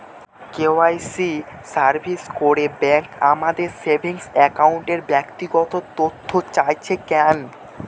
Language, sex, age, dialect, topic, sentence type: Bengali, male, 18-24, Northern/Varendri, banking, question